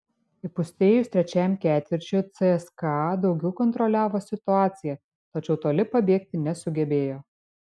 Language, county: Lithuanian, Šiauliai